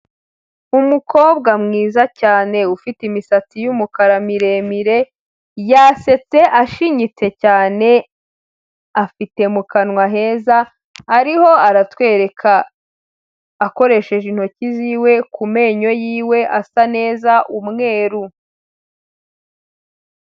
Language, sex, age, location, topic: Kinyarwanda, female, 18-24, Huye, health